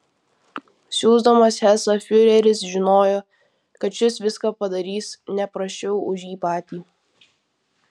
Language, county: Lithuanian, Vilnius